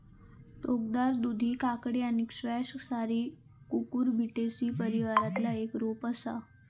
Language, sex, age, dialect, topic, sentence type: Marathi, female, 25-30, Southern Konkan, agriculture, statement